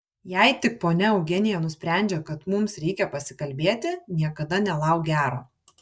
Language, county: Lithuanian, Kaunas